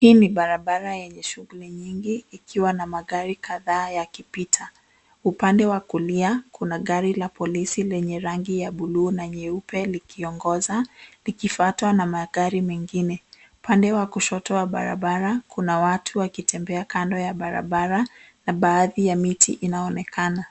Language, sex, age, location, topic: Swahili, female, 25-35, Nairobi, government